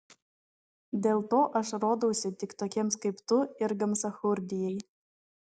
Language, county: Lithuanian, Vilnius